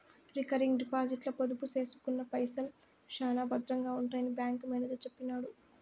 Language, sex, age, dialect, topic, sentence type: Telugu, female, 18-24, Southern, banking, statement